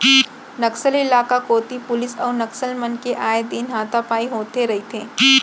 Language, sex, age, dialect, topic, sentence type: Chhattisgarhi, female, 25-30, Central, banking, statement